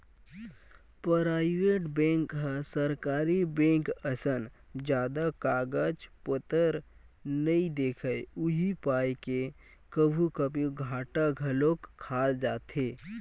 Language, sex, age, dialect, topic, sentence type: Chhattisgarhi, male, 18-24, Western/Budati/Khatahi, banking, statement